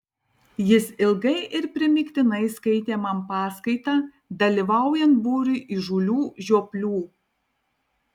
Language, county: Lithuanian, Tauragė